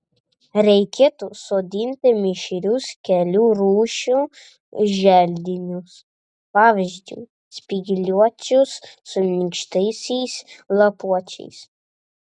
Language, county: Lithuanian, Panevėžys